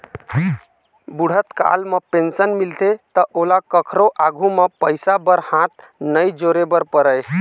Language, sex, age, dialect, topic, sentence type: Chhattisgarhi, male, 18-24, Eastern, banking, statement